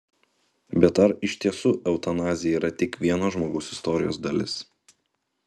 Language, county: Lithuanian, Utena